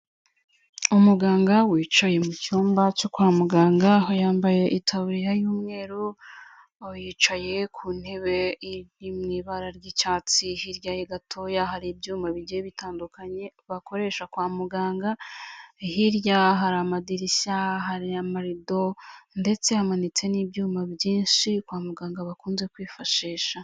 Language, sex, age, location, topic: Kinyarwanda, female, 25-35, Kigali, health